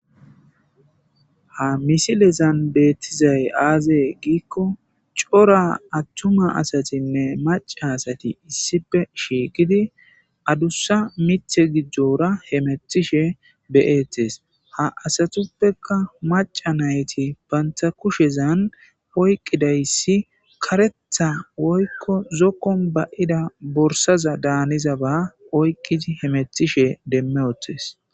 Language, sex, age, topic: Gamo, male, 18-24, agriculture